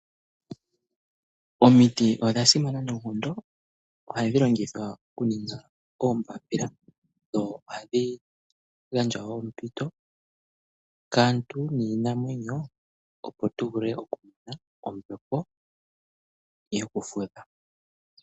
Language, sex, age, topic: Oshiwambo, male, 18-24, agriculture